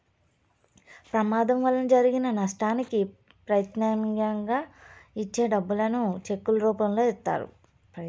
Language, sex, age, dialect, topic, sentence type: Telugu, female, 25-30, Southern, banking, statement